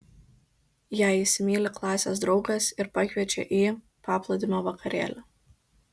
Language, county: Lithuanian, Kaunas